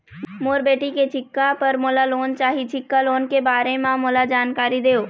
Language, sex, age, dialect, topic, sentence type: Chhattisgarhi, female, 25-30, Eastern, banking, question